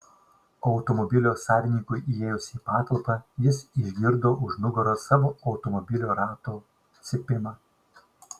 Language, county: Lithuanian, Šiauliai